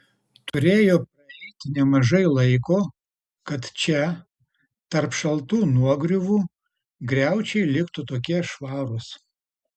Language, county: Lithuanian, Utena